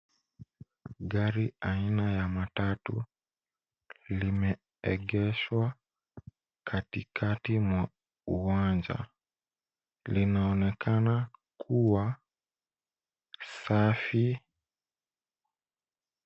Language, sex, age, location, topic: Swahili, male, 18-24, Nairobi, finance